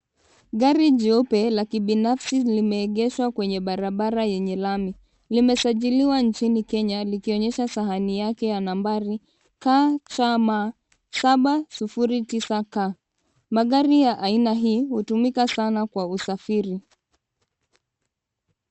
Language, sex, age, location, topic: Swahili, female, 18-24, Kisumu, finance